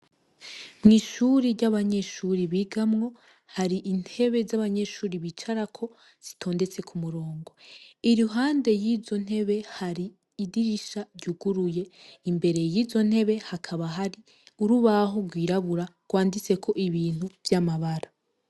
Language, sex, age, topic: Rundi, female, 18-24, education